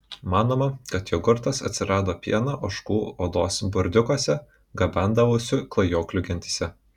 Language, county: Lithuanian, Kaunas